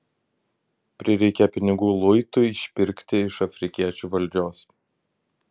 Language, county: Lithuanian, Kaunas